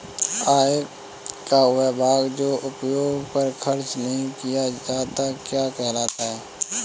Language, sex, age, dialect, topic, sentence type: Hindi, male, 18-24, Kanauji Braj Bhasha, banking, question